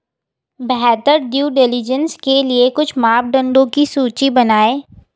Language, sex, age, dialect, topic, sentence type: Hindi, female, 18-24, Hindustani Malvi Khadi Boli, banking, question